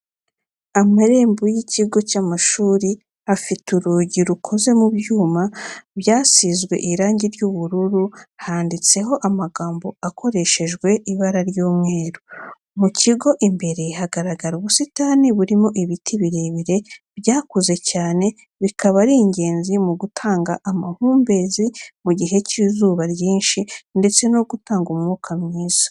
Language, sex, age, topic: Kinyarwanda, female, 36-49, education